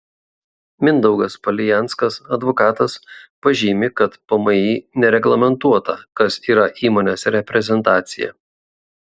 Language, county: Lithuanian, Šiauliai